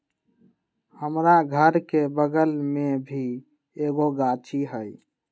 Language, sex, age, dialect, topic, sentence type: Magahi, male, 18-24, Western, agriculture, statement